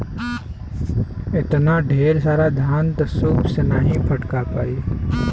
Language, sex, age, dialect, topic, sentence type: Bhojpuri, male, 18-24, Western, agriculture, statement